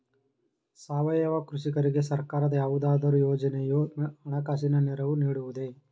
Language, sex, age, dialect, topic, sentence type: Kannada, male, 41-45, Mysore Kannada, agriculture, question